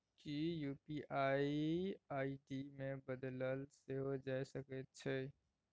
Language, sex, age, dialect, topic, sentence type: Maithili, male, 18-24, Bajjika, banking, statement